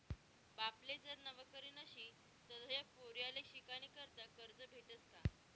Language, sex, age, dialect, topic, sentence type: Marathi, female, 18-24, Northern Konkan, banking, statement